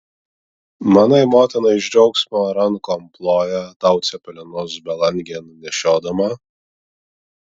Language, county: Lithuanian, Vilnius